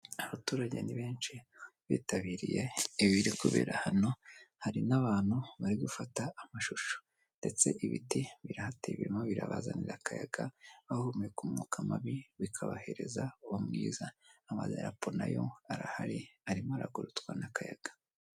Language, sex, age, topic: Kinyarwanda, female, 18-24, government